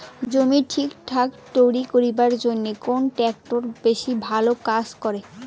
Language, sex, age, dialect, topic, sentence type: Bengali, female, 18-24, Rajbangshi, agriculture, question